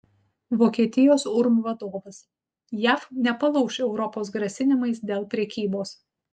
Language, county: Lithuanian, Utena